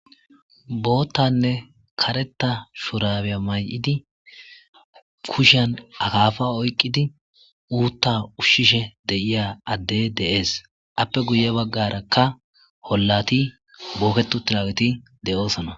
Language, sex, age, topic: Gamo, male, 25-35, agriculture